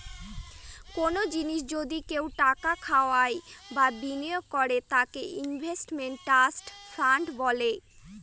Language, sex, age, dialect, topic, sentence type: Bengali, female, 60-100, Northern/Varendri, banking, statement